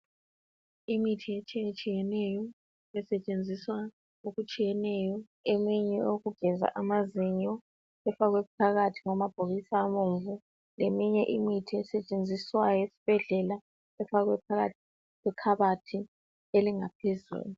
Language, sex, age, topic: North Ndebele, female, 36-49, health